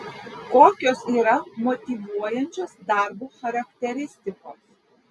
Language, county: Lithuanian, Vilnius